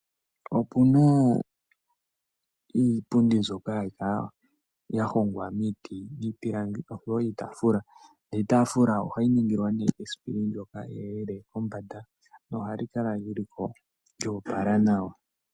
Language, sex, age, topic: Oshiwambo, male, 18-24, finance